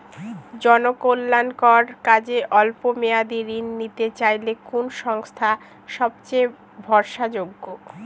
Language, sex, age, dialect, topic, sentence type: Bengali, female, 18-24, Northern/Varendri, banking, question